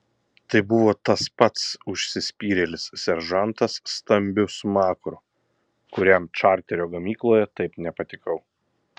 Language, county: Lithuanian, Kaunas